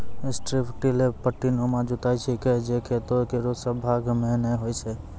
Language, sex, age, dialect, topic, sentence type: Maithili, male, 18-24, Angika, agriculture, statement